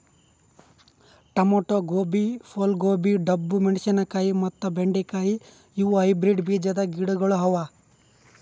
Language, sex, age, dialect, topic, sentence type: Kannada, male, 18-24, Northeastern, agriculture, statement